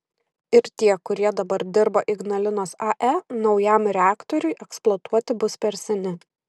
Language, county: Lithuanian, Šiauliai